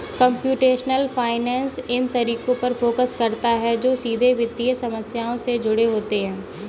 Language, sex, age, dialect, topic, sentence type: Hindi, female, 18-24, Kanauji Braj Bhasha, banking, statement